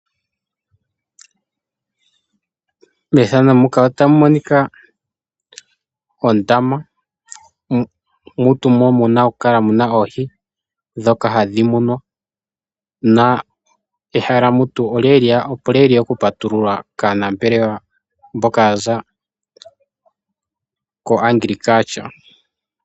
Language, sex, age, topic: Oshiwambo, male, 18-24, agriculture